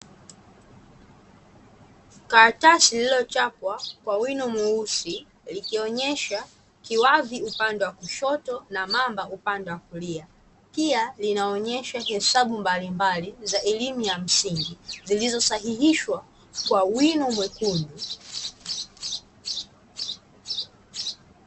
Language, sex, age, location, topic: Swahili, female, 18-24, Dar es Salaam, education